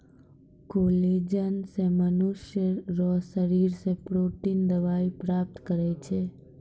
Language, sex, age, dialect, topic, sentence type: Maithili, female, 18-24, Angika, agriculture, statement